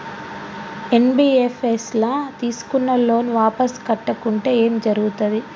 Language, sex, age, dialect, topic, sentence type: Telugu, female, 25-30, Telangana, banking, question